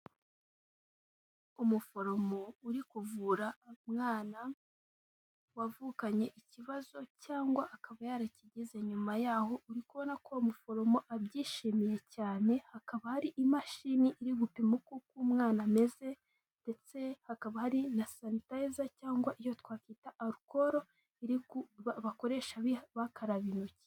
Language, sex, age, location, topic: Kinyarwanda, female, 18-24, Kigali, health